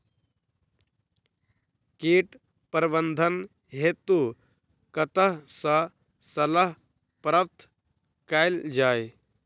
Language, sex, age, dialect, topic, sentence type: Maithili, male, 18-24, Southern/Standard, agriculture, question